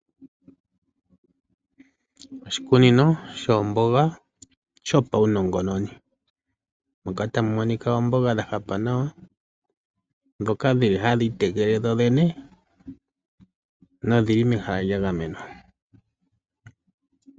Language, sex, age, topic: Oshiwambo, male, 36-49, agriculture